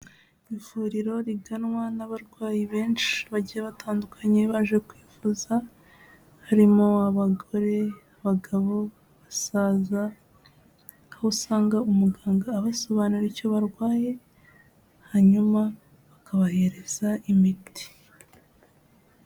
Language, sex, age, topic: Kinyarwanda, female, 18-24, health